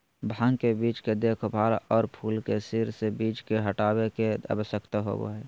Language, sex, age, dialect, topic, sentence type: Magahi, male, 25-30, Southern, agriculture, statement